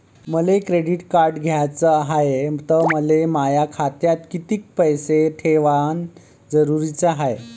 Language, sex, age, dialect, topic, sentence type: Marathi, male, 31-35, Varhadi, banking, question